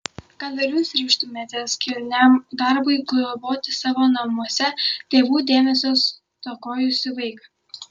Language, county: Lithuanian, Kaunas